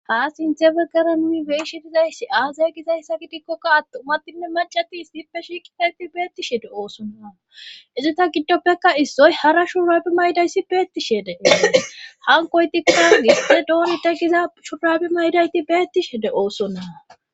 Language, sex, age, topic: Gamo, female, 25-35, government